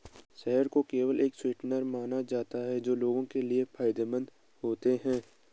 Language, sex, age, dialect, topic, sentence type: Hindi, male, 18-24, Garhwali, agriculture, statement